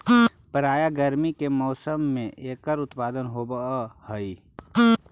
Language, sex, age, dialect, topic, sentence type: Magahi, male, 41-45, Central/Standard, agriculture, statement